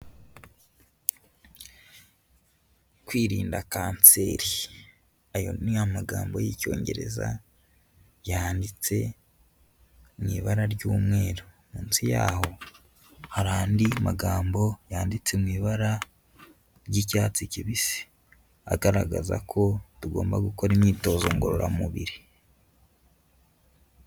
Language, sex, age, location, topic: Kinyarwanda, female, 18-24, Huye, health